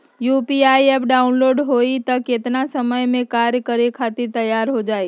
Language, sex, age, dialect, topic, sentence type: Magahi, female, 60-100, Western, banking, question